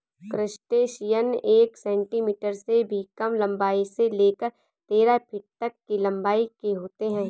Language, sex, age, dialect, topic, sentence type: Hindi, male, 25-30, Awadhi Bundeli, agriculture, statement